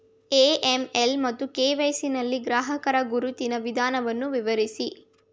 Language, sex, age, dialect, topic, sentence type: Kannada, female, 18-24, Mysore Kannada, banking, question